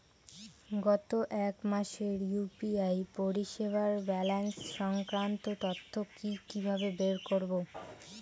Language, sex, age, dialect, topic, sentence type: Bengali, female, <18, Rajbangshi, banking, question